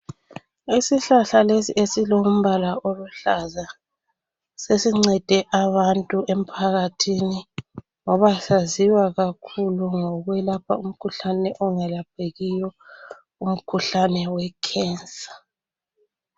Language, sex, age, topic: North Ndebele, female, 36-49, health